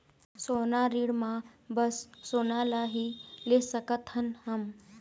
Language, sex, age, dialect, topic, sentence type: Chhattisgarhi, female, 18-24, Eastern, banking, question